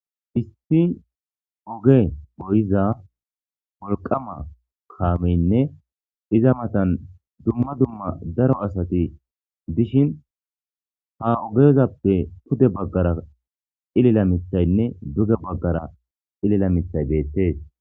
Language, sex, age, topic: Gamo, male, 25-35, government